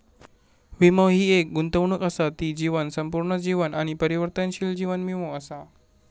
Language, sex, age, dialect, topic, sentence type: Marathi, male, 18-24, Southern Konkan, banking, statement